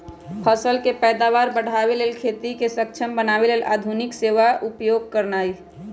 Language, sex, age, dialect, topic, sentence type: Magahi, female, 25-30, Western, agriculture, statement